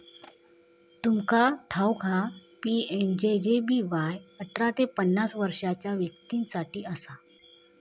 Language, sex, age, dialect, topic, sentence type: Marathi, female, 25-30, Southern Konkan, banking, statement